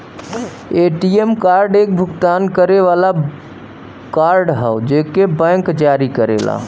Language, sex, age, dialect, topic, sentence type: Bhojpuri, male, 25-30, Western, banking, statement